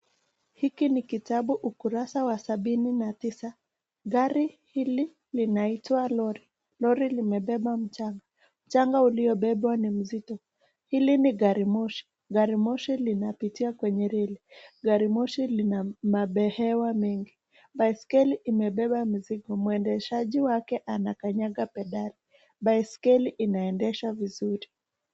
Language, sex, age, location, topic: Swahili, female, 18-24, Nakuru, education